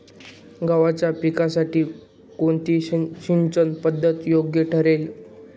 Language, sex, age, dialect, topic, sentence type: Marathi, male, 18-24, Northern Konkan, agriculture, question